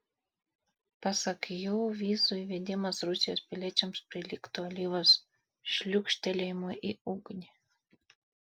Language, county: Lithuanian, Vilnius